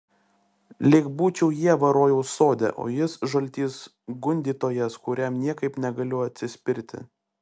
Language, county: Lithuanian, Klaipėda